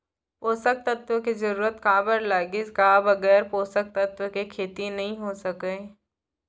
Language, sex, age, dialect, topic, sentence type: Chhattisgarhi, female, 18-24, Central, agriculture, question